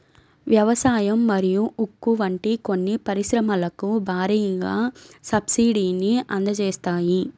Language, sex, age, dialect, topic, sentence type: Telugu, female, 25-30, Central/Coastal, banking, statement